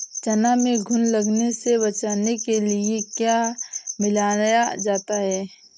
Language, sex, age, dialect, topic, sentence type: Hindi, female, 18-24, Awadhi Bundeli, agriculture, question